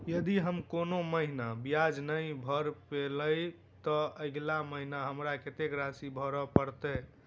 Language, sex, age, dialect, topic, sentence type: Maithili, male, 18-24, Southern/Standard, banking, question